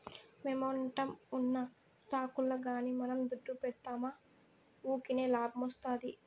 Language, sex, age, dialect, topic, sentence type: Telugu, female, 18-24, Southern, banking, statement